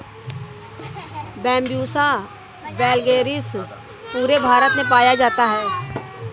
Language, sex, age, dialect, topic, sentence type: Hindi, female, 60-100, Kanauji Braj Bhasha, agriculture, statement